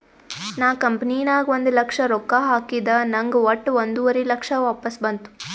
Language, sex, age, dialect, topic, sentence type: Kannada, female, 25-30, Northeastern, banking, statement